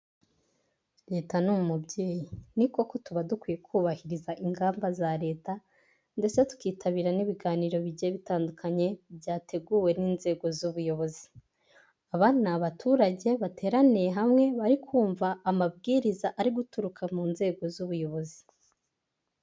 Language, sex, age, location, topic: Kinyarwanda, female, 18-24, Huye, government